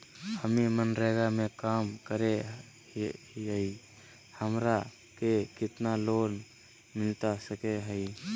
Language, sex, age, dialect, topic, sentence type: Magahi, male, 18-24, Southern, banking, question